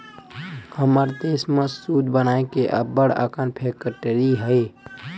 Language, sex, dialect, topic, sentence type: Chhattisgarhi, male, Western/Budati/Khatahi, agriculture, statement